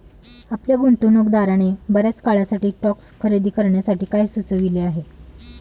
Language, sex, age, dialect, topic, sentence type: Marathi, female, 25-30, Standard Marathi, banking, statement